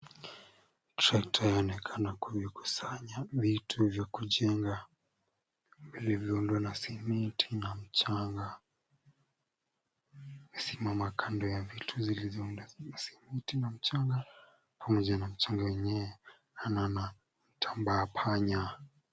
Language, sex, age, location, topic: Swahili, male, 18-24, Kisumu, government